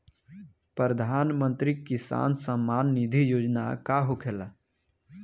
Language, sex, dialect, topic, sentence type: Bhojpuri, male, Southern / Standard, agriculture, question